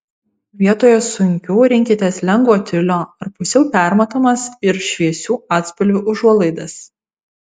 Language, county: Lithuanian, Vilnius